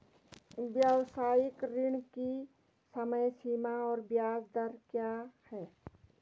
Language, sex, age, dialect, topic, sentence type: Hindi, female, 46-50, Garhwali, banking, question